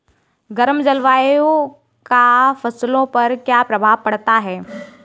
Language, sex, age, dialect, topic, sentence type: Hindi, female, 18-24, Kanauji Braj Bhasha, agriculture, question